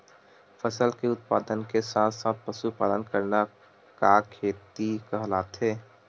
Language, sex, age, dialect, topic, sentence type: Chhattisgarhi, male, 18-24, Western/Budati/Khatahi, agriculture, question